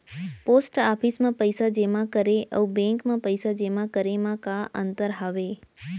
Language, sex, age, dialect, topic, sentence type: Chhattisgarhi, female, 18-24, Central, banking, question